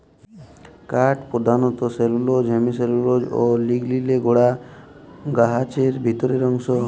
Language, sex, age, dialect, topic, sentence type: Bengali, male, 18-24, Jharkhandi, agriculture, statement